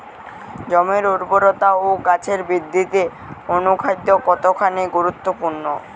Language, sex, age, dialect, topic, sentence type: Bengali, male, 18-24, Jharkhandi, agriculture, question